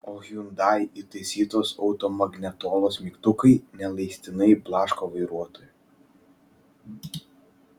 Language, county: Lithuanian, Vilnius